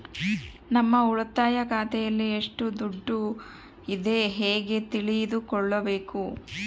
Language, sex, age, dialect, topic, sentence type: Kannada, female, 36-40, Central, banking, question